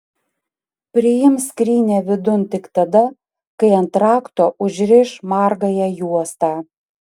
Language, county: Lithuanian, Panevėžys